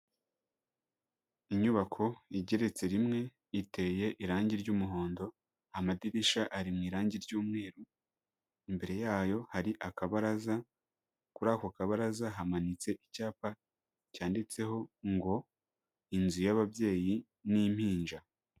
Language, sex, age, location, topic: Kinyarwanda, male, 18-24, Huye, health